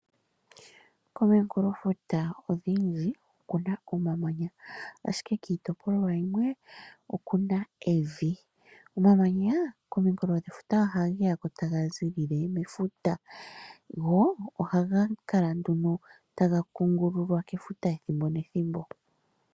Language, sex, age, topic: Oshiwambo, female, 25-35, agriculture